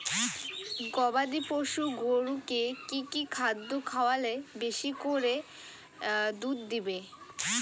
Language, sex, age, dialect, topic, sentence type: Bengali, female, 60-100, Rajbangshi, agriculture, question